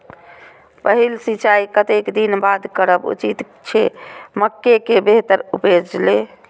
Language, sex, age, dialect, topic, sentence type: Maithili, female, 25-30, Eastern / Thethi, agriculture, question